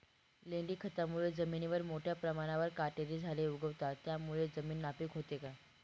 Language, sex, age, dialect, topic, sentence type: Marathi, female, 18-24, Northern Konkan, agriculture, question